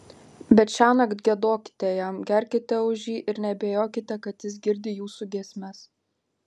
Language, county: Lithuanian, Panevėžys